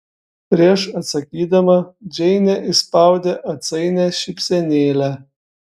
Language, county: Lithuanian, Šiauliai